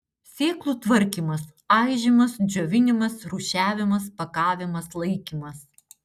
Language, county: Lithuanian, Utena